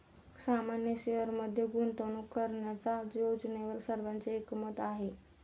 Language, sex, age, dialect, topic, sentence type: Marathi, female, 18-24, Standard Marathi, banking, statement